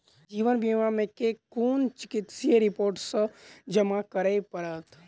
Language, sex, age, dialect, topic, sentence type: Maithili, male, 18-24, Southern/Standard, banking, question